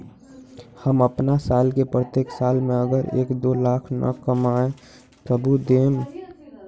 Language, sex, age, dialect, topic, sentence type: Magahi, male, 18-24, Western, banking, question